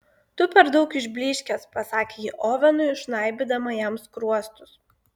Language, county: Lithuanian, Klaipėda